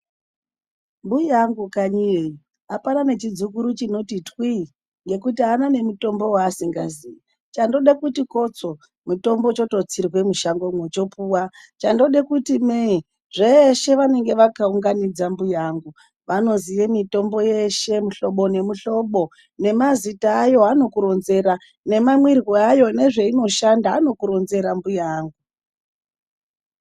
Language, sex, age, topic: Ndau, female, 36-49, health